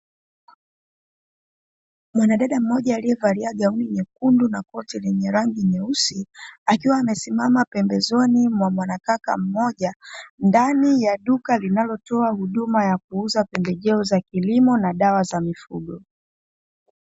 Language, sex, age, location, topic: Swahili, female, 25-35, Dar es Salaam, agriculture